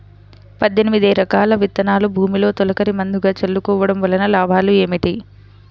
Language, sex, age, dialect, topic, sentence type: Telugu, female, 60-100, Central/Coastal, agriculture, question